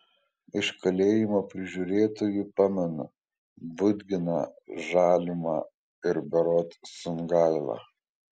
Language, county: Lithuanian, Kaunas